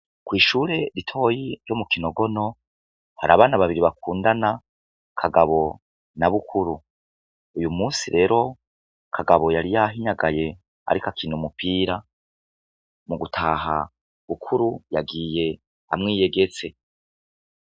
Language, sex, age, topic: Rundi, male, 36-49, education